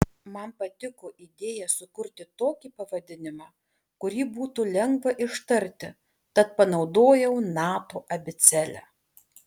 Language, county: Lithuanian, Alytus